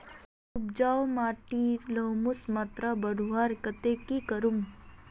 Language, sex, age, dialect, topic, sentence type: Magahi, female, 41-45, Northeastern/Surjapuri, agriculture, question